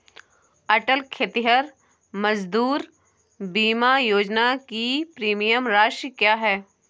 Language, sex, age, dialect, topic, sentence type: Hindi, female, 18-24, Awadhi Bundeli, banking, question